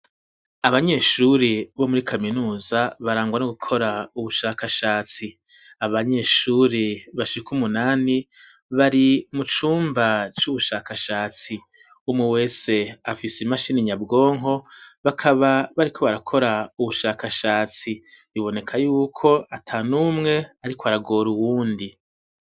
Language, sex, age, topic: Rundi, male, 36-49, education